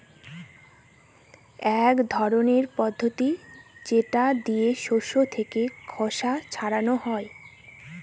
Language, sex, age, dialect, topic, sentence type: Bengali, female, 18-24, Northern/Varendri, agriculture, statement